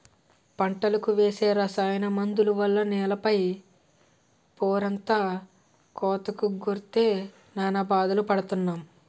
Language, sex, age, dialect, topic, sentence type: Telugu, male, 60-100, Utterandhra, agriculture, statement